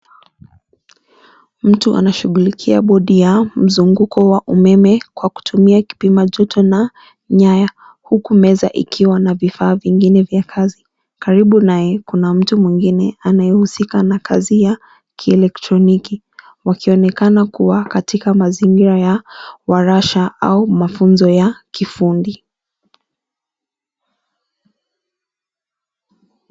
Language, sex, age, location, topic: Swahili, female, 25-35, Nairobi, education